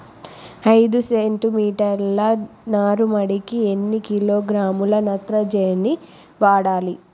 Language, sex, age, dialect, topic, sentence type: Telugu, female, 18-24, Telangana, agriculture, question